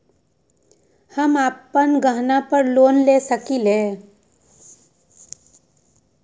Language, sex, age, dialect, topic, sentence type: Magahi, female, 18-24, Western, banking, question